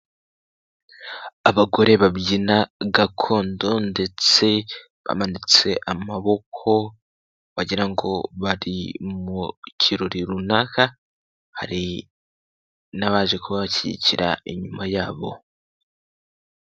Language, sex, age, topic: Kinyarwanda, male, 18-24, government